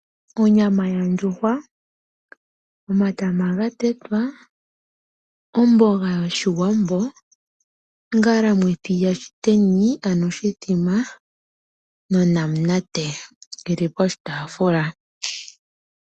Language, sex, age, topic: Oshiwambo, female, 25-35, agriculture